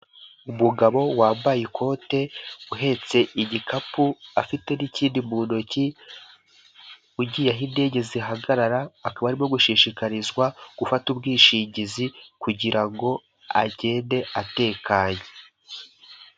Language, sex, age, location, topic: Kinyarwanda, male, 18-24, Kigali, finance